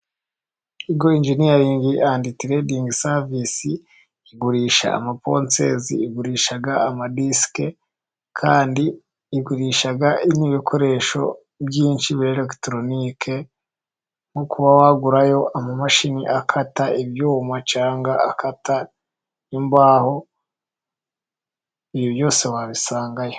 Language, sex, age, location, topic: Kinyarwanda, male, 25-35, Musanze, finance